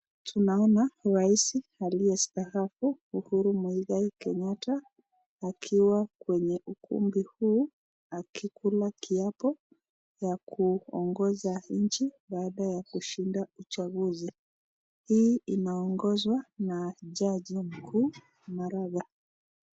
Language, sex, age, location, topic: Swahili, female, 36-49, Nakuru, government